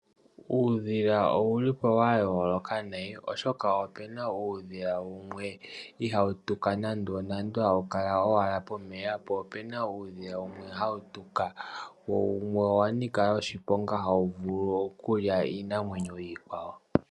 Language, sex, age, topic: Oshiwambo, male, 18-24, agriculture